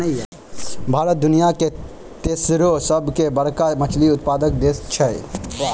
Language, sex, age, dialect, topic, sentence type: Maithili, male, 25-30, Angika, agriculture, statement